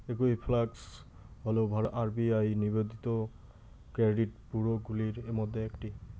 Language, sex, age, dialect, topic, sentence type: Bengali, male, 18-24, Rajbangshi, banking, question